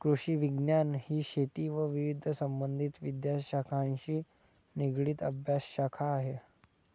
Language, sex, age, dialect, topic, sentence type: Marathi, male, 25-30, Standard Marathi, agriculture, statement